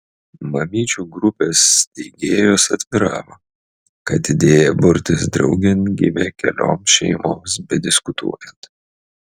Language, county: Lithuanian, Utena